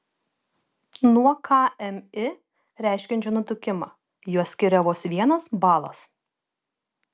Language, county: Lithuanian, Kaunas